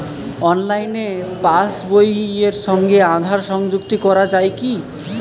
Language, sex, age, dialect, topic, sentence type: Bengali, male, 18-24, Western, banking, question